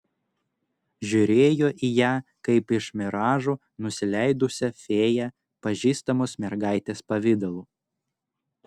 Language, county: Lithuanian, Klaipėda